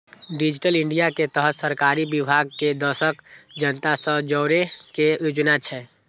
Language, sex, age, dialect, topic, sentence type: Maithili, male, 18-24, Eastern / Thethi, banking, statement